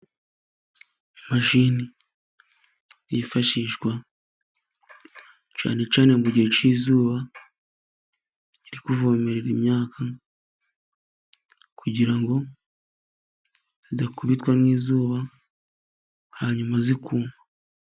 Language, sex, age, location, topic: Kinyarwanda, male, 25-35, Musanze, agriculture